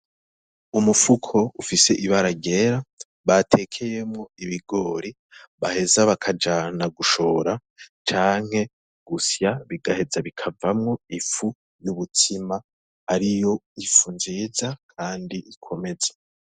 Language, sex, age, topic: Rundi, male, 18-24, agriculture